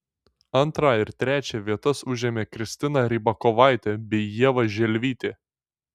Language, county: Lithuanian, Šiauliai